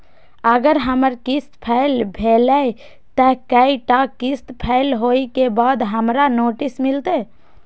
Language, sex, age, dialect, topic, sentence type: Maithili, female, 18-24, Eastern / Thethi, banking, question